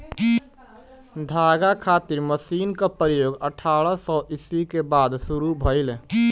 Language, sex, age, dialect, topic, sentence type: Bhojpuri, male, 18-24, Northern, agriculture, statement